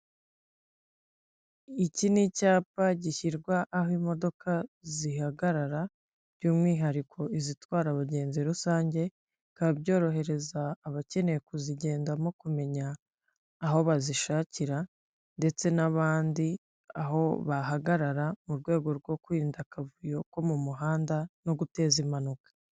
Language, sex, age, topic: Kinyarwanda, female, 25-35, government